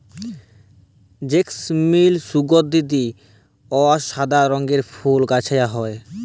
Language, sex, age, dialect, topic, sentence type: Bengali, male, 18-24, Jharkhandi, agriculture, statement